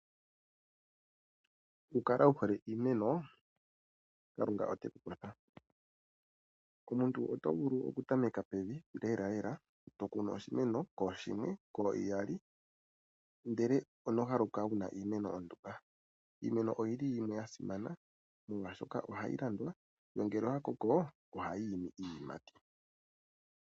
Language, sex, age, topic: Oshiwambo, male, 25-35, agriculture